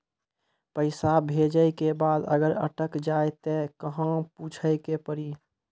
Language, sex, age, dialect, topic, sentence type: Maithili, male, 18-24, Angika, banking, question